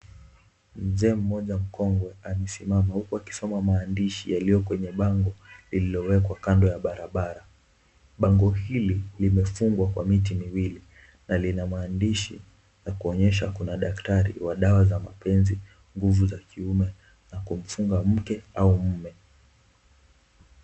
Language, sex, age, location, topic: Swahili, male, 18-24, Kisumu, health